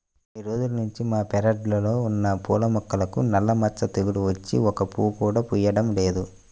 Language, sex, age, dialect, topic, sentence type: Telugu, male, 18-24, Central/Coastal, agriculture, statement